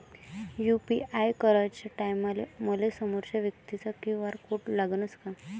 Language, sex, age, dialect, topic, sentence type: Marathi, female, 18-24, Varhadi, banking, question